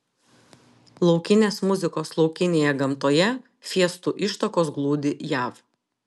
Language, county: Lithuanian, Telšiai